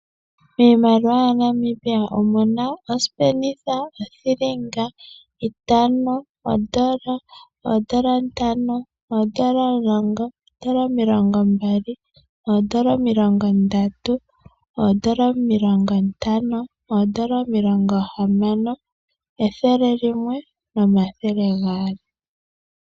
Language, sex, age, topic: Oshiwambo, female, 18-24, finance